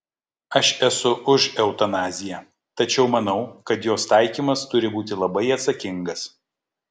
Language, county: Lithuanian, Kaunas